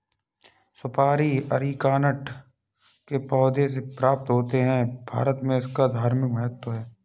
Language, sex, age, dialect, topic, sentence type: Hindi, male, 51-55, Kanauji Braj Bhasha, agriculture, statement